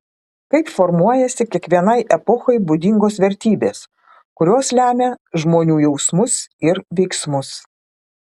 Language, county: Lithuanian, Klaipėda